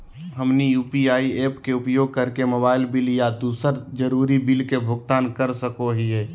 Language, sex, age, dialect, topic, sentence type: Magahi, male, 18-24, Southern, banking, statement